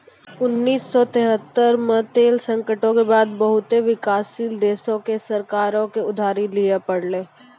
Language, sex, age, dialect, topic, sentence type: Maithili, female, 18-24, Angika, banking, statement